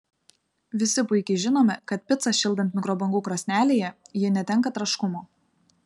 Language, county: Lithuanian, Vilnius